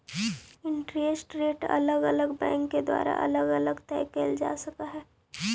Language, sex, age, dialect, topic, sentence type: Magahi, female, 18-24, Central/Standard, banking, statement